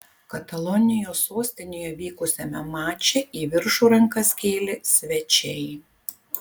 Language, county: Lithuanian, Kaunas